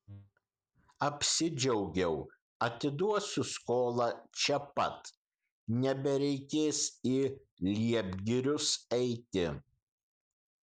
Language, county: Lithuanian, Kaunas